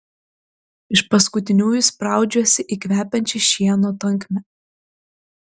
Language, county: Lithuanian, Klaipėda